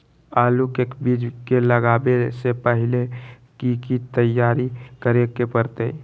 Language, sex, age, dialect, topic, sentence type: Magahi, male, 18-24, Western, agriculture, question